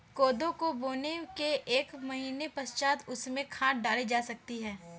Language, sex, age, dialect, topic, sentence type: Hindi, female, 18-24, Kanauji Braj Bhasha, agriculture, statement